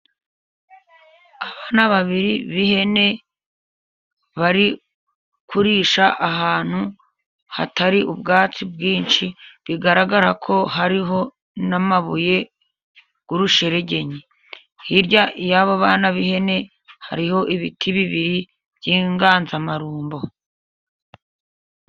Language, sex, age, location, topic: Kinyarwanda, female, 50+, Musanze, agriculture